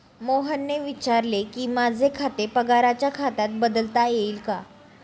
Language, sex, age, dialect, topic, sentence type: Marathi, female, 25-30, Standard Marathi, banking, statement